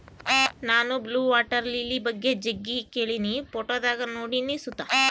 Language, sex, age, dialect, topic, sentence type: Kannada, female, 18-24, Central, agriculture, statement